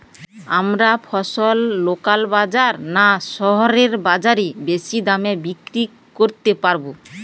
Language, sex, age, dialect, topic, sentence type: Bengali, female, 18-24, Rajbangshi, agriculture, question